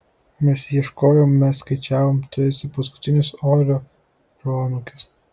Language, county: Lithuanian, Kaunas